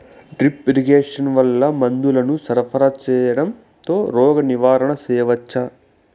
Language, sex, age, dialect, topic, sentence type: Telugu, male, 18-24, Southern, agriculture, question